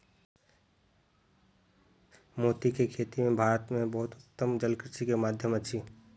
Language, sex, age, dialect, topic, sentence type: Maithili, male, 25-30, Southern/Standard, agriculture, statement